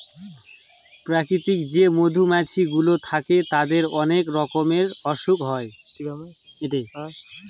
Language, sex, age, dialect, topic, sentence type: Bengali, female, 25-30, Northern/Varendri, agriculture, statement